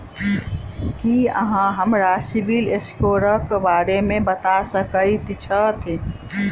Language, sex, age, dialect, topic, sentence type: Maithili, female, 46-50, Southern/Standard, banking, statement